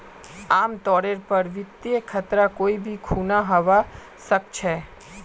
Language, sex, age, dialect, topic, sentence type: Magahi, male, 25-30, Northeastern/Surjapuri, banking, statement